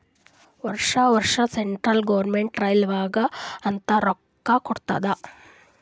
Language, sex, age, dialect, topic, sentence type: Kannada, female, 31-35, Northeastern, banking, statement